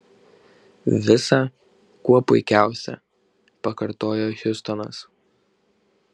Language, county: Lithuanian, Šiauliai